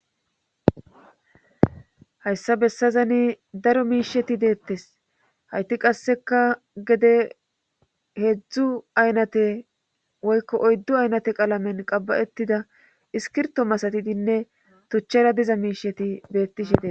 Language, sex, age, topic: Gamo, female, 18-24, government